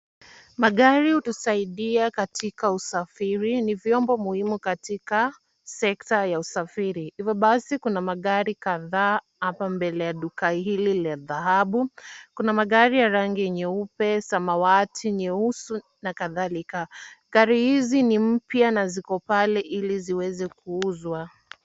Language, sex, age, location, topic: Swahili, female, 18-24, Kisumu, finance